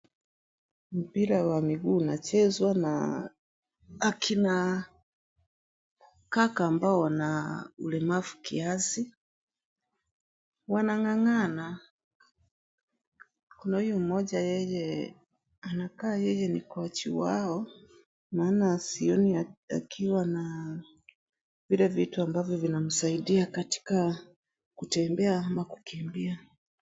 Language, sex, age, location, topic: Swahili, female, 36-49, Kisumu, education